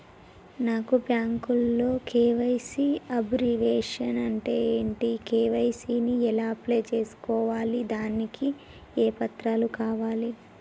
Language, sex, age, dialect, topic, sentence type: Telugu, female, 18-24, Telangana, banking, question